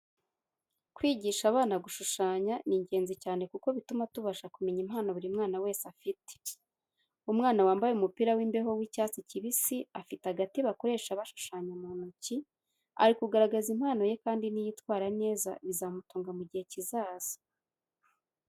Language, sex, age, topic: Kinyarwanda, female, 18-24, education